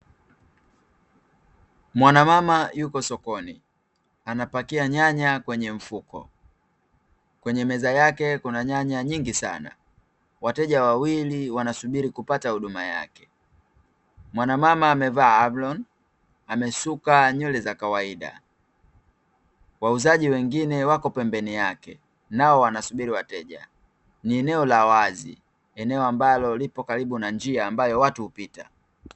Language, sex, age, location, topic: Swahili, male, 25-35, Dar es Salaam, finance